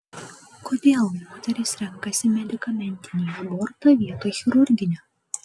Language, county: Lithuanian, Kaunas